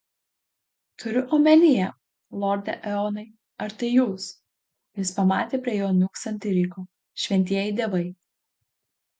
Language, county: Lithuanian, Panevėžys